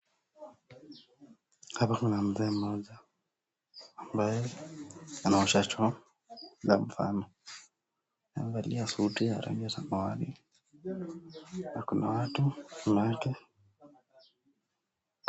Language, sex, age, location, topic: Swahili, male, 18-24, Nakuru, health